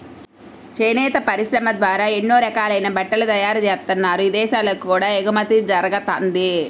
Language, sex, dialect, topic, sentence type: Telugu, female, Central/Coastal, agriculture, statement